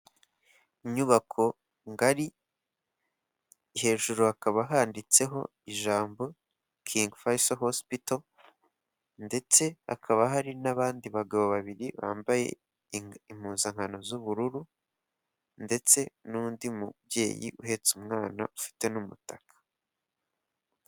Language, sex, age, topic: Kinyarwanda, male, 18-24, government